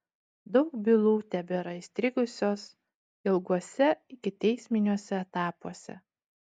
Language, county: Lithuanian, Utena